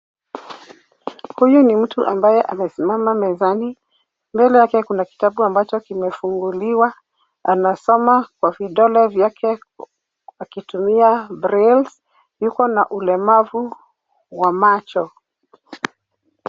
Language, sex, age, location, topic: Swahili, female, 36-49, Nairobi, education